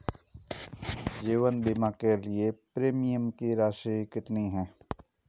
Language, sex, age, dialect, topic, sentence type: Hindi, male, 31-35, Marwari Dhudhari, banking, question